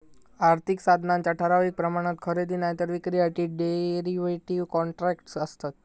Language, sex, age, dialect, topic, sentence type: Marathi, male, 25-30, Southern Konkan, banking, statement